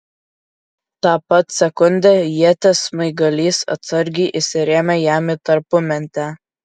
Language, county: Lithuanian, Kaunas